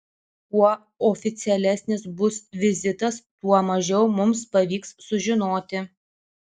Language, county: Lithuanian, Vilnius